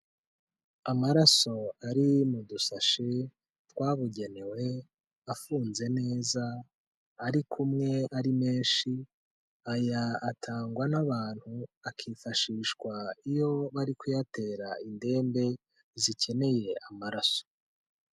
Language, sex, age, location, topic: Kinyarwanda, male, 25-35, Kigali, health